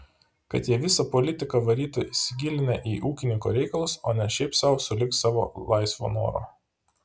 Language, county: Lithuanian, Panevėžys